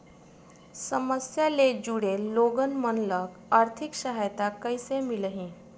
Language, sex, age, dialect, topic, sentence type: Chhattisgarhi, female, 36-40, Western/Budati/Khatahi, banking, question